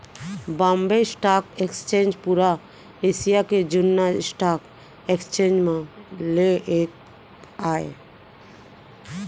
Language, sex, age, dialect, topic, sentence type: Chhattisgarhi, female, 41-45, Central, banking, statement